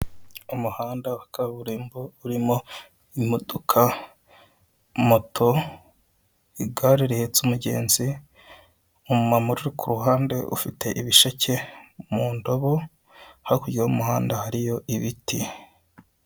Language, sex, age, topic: Kinyarwanda, male, 25-35, government